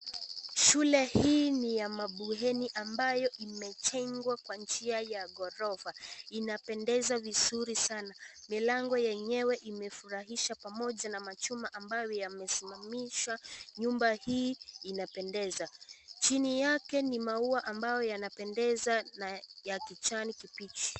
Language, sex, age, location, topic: Swahili, female, 18-24, Kisii, education